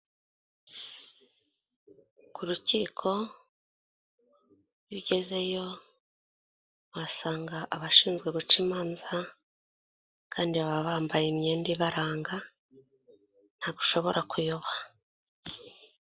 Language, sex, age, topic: Kinyarwanda, female, 25-35, government